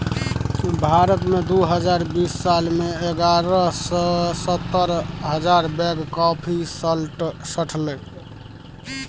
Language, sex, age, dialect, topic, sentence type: Maithili, male, 25-30, Bajjika, agriculture, statement